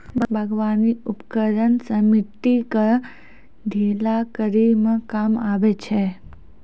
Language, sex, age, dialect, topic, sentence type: Maithili, female, 56-60, Angika, agriculture, statement